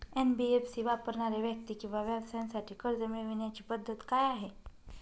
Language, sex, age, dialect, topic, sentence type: Marathi, female, 25-30, Northern Konkan, banking, question